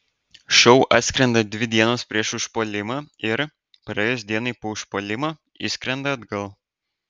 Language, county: Lithuanian, Vilnius